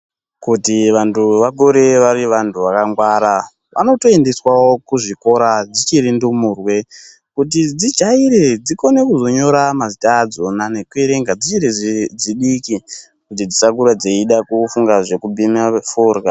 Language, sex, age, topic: Ndau, male, 18-24, education